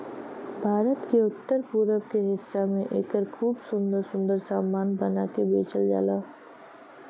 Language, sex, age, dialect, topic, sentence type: Bhojpuri, female, 25-30, Western, agriculture, statement